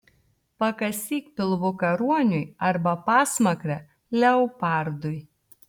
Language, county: Lithuanian, Telšiai